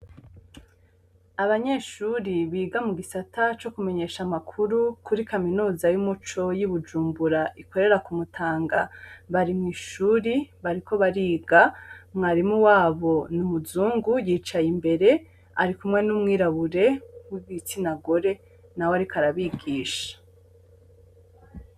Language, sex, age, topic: Rundi, female, 25-35, education